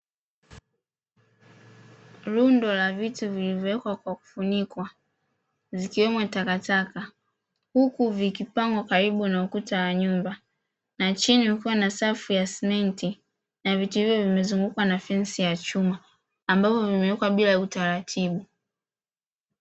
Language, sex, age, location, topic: Swahili, female, 18-24, Dar es Salaam, government